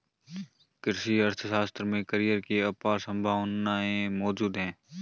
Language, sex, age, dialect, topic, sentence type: Hindi, male, 25-30, Marwari Dhudhari, banking, statement